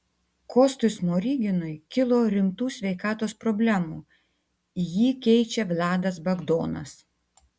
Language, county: Lithuanian, Tauragė